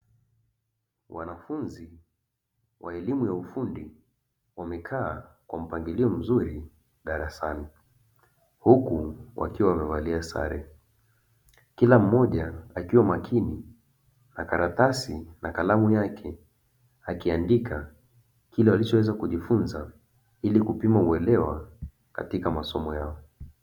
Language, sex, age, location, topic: Swahili, male, 25-35, Dar es Salaam, education